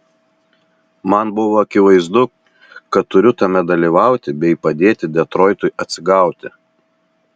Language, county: Lithuanian, Vilnius